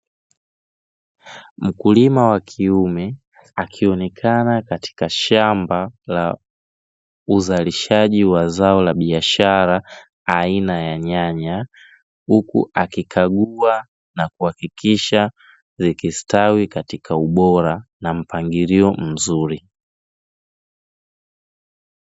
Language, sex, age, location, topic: Swahili, male, 25-35, Dar es Salaam, agriculture